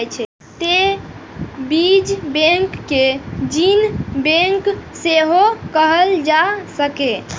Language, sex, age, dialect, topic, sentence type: Maithili, female, 18-24, Eastern / Thethi, agriculture, statement